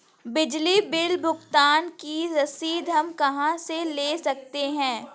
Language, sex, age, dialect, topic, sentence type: Hindi, female, 18-24, Kanauji Braj Bhasha, banking, question